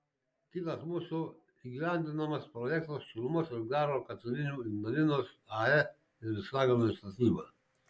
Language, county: Lithuanian, Šiauliai